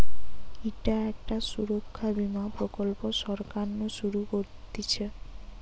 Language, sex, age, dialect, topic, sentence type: Bengali, female, 18-24, Western, banking, statement